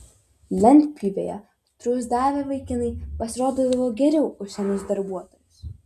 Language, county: Lithuanian, Vilnius